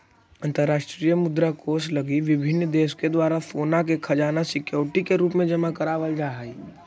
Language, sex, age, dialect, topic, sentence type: Magahi, male, 18-24, Central/Standard, banking, statement